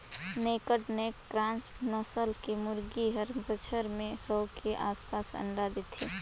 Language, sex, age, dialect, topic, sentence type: Chhattisgarhi, female, 18-24, Northern/Bhandar, agriculture, statement